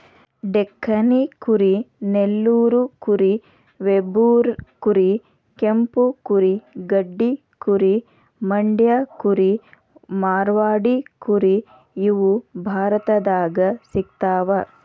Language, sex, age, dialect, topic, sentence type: Kannada, female, 31-35, Dharwad Kannada, agriculture, statement